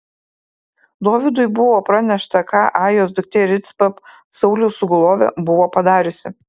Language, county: Lithuanian, Kaunas